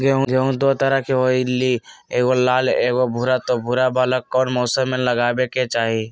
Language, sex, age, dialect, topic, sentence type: Magahi, male, 18-24, Western, agriculture, question